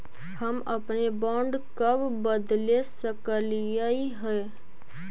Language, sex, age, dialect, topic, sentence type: Magahi, female, 25-30, Central/Standard, agriculture, statement